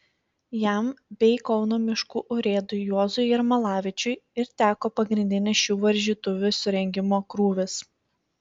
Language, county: Lithuanian, Panevėžys